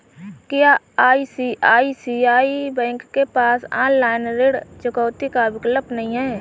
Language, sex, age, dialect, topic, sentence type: Hindi, female, 18-24, Awadhi Bundeli, banking, question